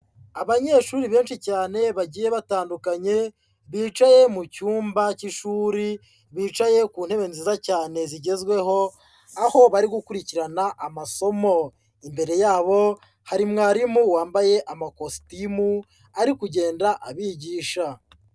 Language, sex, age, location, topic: Kinyarwanda, male, 25-35, Huye, education